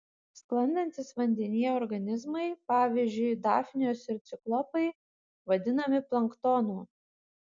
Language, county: Lithuanian, Kaunas